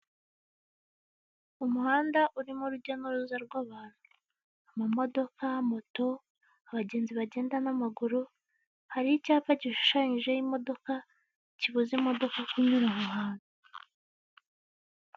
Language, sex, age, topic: Kinyarwanda, female, 18-24, government